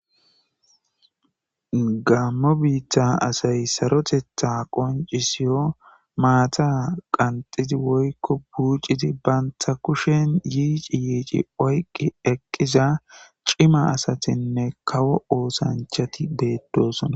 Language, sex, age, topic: Gamo, male, 18-24, government